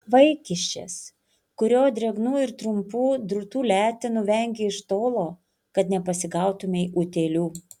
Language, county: Lithuanian, Panevėžys